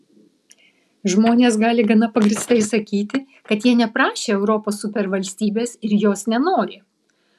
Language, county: Lithuanian, Vilnius